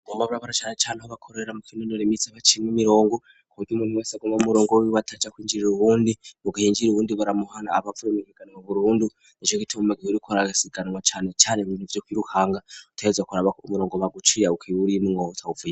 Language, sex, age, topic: Rundi, male, 36-49, education